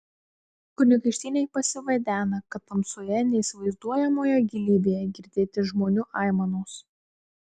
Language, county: Lithuanian, Marijampolė